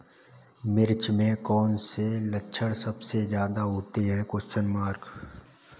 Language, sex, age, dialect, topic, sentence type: Hindi, male, 18-24, Kanauji Braj Bhasha, agriculture, question